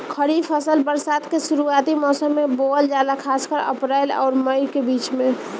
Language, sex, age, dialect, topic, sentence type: Bhojpuri, female, 18-24, Northern, agriculture, statement